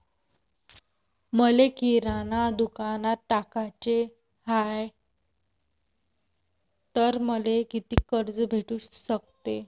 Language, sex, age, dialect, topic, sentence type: Marathi, female, 18-24, Varhadi, banking, question